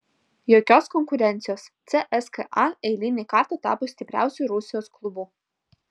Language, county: Lithuanian, Vilnius